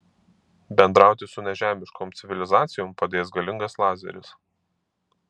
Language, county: Lithuanian, Marijampolė